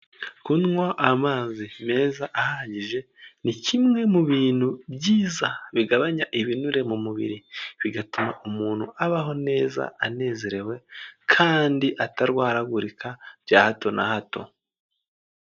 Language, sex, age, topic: Kinyarwanda, male, 18-24, health